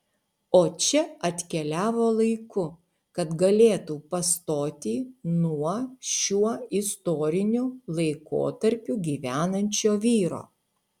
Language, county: Lithuanian, Utena